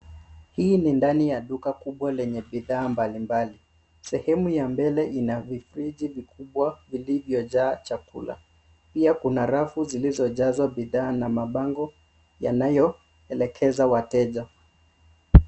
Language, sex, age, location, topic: Swahili, male, 25-35, Nairobi, finance